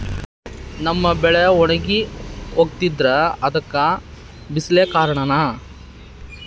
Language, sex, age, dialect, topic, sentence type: Kannada, male, 31-35, Central, agriculture, question